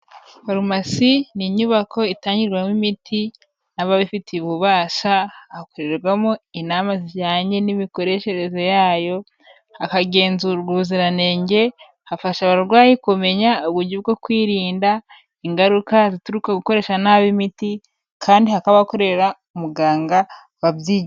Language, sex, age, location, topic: Kinyarwanda, female, 25-35, Kigali, health